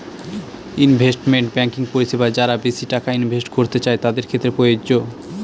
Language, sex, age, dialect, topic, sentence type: Bengali, male, 18-24, Northern/Varendri, banking, statement